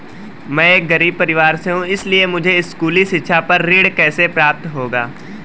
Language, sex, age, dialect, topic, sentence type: Hindi, male, 18-24, Marwari Dhudhari, banking, question